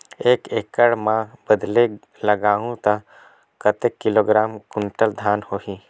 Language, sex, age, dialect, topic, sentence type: Chhattisgarhi, male, 18-24, Northern/Bhandar, agriculture, question